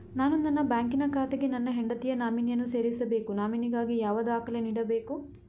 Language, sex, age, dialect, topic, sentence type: Kannada, female, 25-30, Mysore Kannada, banking, question